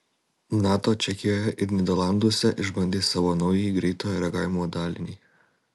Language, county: Lithuanian, Alytus